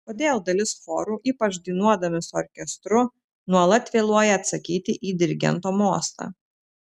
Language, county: Lithuanian, Telšiai